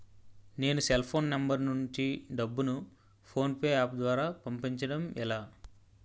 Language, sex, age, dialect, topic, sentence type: Telugu, male, 25-30, Utterandhra, banking, question